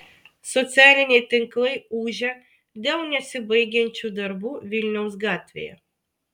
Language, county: Lithuanian, Vilnius